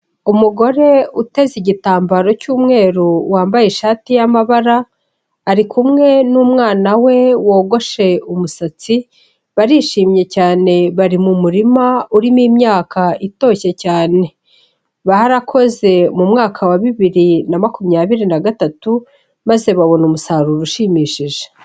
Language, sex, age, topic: Kinyarwanda, female, 36-49, health